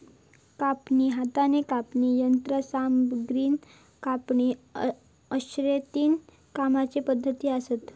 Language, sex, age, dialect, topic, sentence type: Marathi, female, 18-24, Southern Konkan, agriculture, statement